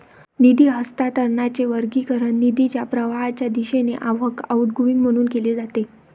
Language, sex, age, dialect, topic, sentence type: Marathi, female, 31-35, Varhadi, banking, statement